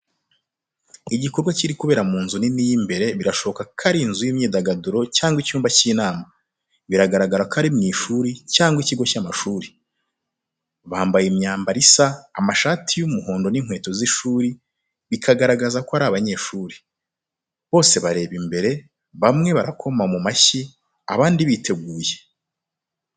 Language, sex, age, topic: Kinyarwanda, male, 25-35, education